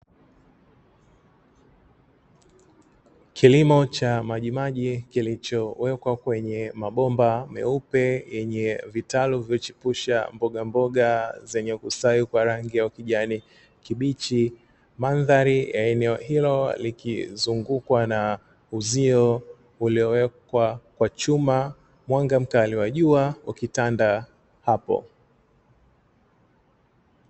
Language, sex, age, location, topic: Swahili, male, 36-49, Dar es Salaam, agriculture